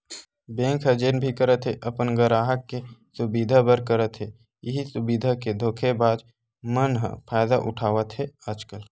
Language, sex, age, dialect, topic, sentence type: Chhattisgarhi, male, 18-24, Western/Budati/Khatahi, banking, statement